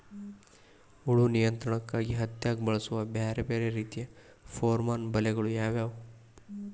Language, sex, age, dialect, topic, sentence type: Kannada, male, 25-30, Dharwad Kannada, agriculture, question